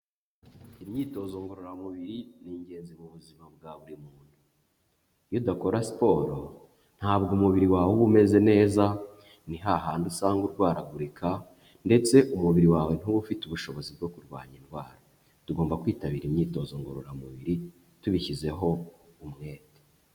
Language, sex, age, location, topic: Kinyarwanda, male, 25-35, Huye, education